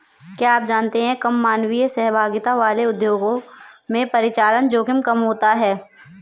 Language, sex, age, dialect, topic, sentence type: Hindi, female, 18-24, Kanauji Braj Bhasha, banking, statement